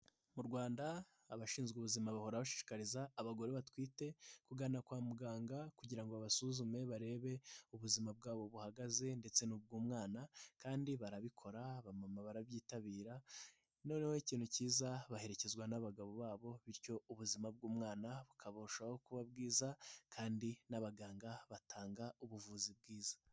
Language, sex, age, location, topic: Kinyarwanda, male, 25-35, Nyagatare, health